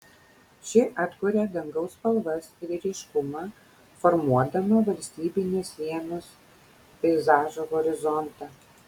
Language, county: Lithuanian, Kaunas